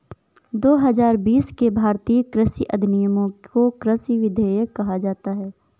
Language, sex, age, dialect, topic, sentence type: Hindi, female, 51-55, Awadhi Bundeli, agriculture, statement